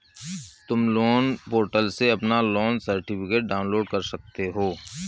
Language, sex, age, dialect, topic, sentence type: Hindi, male, 36-40, Kanauji Braj Bhasha, banking, statement